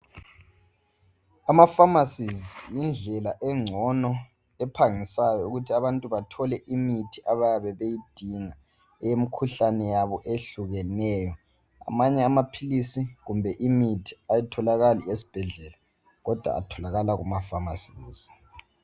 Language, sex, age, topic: North Ndebele, male, 18-24, health